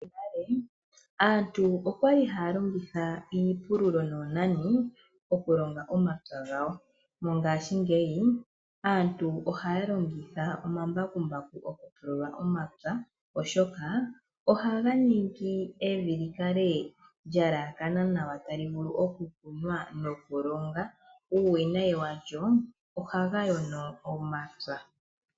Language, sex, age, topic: Oshiwambo, female, 18-24, agriculture